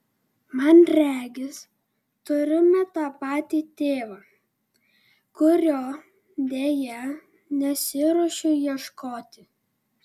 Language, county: Lithuanian, Vilnius